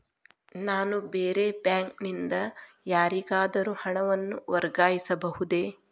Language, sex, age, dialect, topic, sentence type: Kannada, female, 36-40, Dharwad Kannada, banking, statement